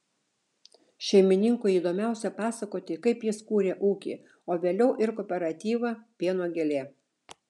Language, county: Lithuanian, Šiauliai